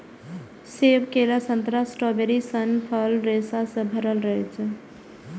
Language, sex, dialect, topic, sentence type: Maithili, female, Eastern / Thethi, agriculture, statement